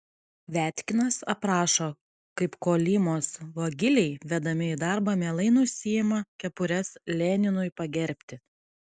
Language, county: Lithuanian, Kaunas